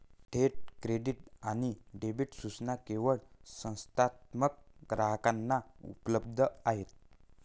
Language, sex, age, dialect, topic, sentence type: Marathi, male, 51-55, Varhadi, banking, statement